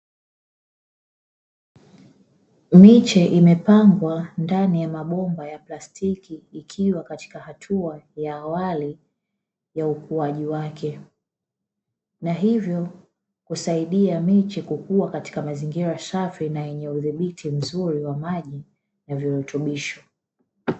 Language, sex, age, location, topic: Swahili, female, 25-35, Dar es Salaam, agriculture